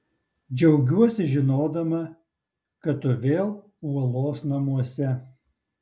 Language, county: Lithuanian, Utena